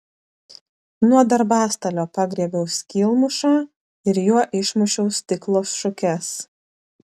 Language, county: Lithuanian, Vilnius